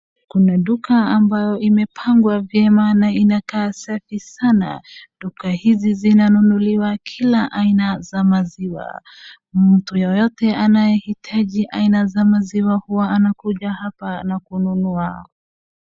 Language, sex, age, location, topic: Swahili, female, 25-35, Wajir, finance